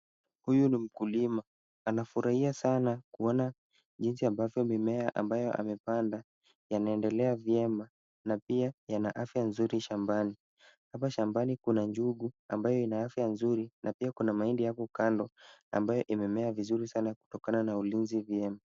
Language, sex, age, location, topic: Swahili, male, 18-24, Kisumu, agriculture